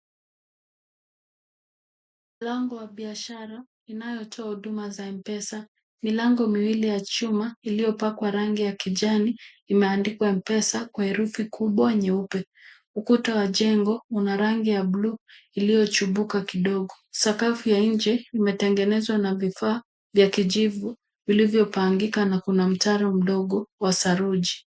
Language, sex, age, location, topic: Swahili, female, 50+, Kisumu, finance